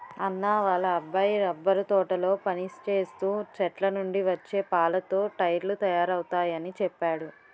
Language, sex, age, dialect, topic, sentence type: Telugu, female, 18-24, Utterandhra, agriculture, statement